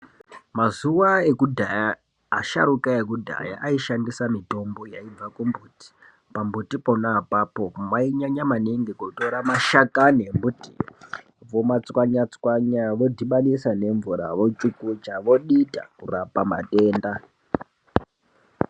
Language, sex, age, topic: Ndau, female, 25-35, health